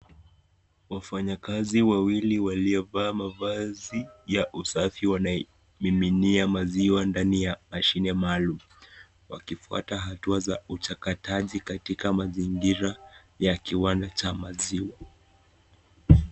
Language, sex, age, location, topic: Swahili, male, 18-24, Nakuru, agriculture